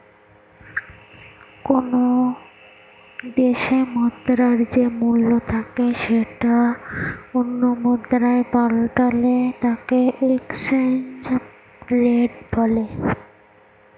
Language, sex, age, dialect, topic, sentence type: Bengali, female, 18-24, Northern/Varendri, banking, statement